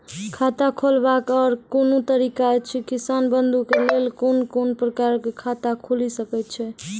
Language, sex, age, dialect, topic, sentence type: Maithili, female, 18-24, Angika, banking, question